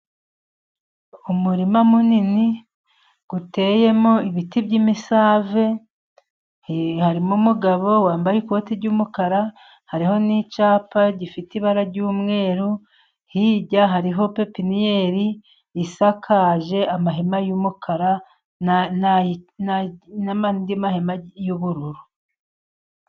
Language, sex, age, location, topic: Kinyarwanda, male, 50+, Musanze, agriculture